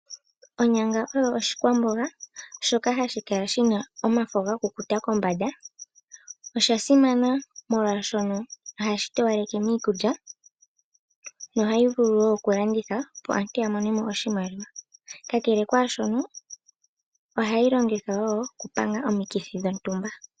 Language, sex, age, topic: Oshiwambo, female, 18-24, agriculture